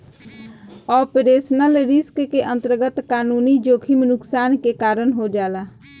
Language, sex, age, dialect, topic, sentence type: Bhojpuri, female, 25-30, Southern / Standard, banking, statement